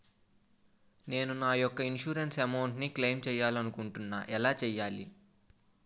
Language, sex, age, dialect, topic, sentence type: Telugu, male, 18-24, Utterandhra, banking, question